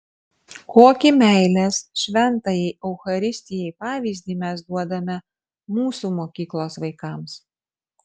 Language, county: Lithuanian, Marijampolė